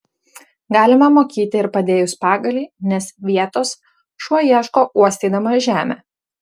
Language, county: Lithuanian, Marijampolė